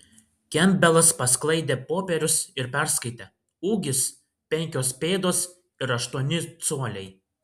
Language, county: Lithuanian, Klaipėda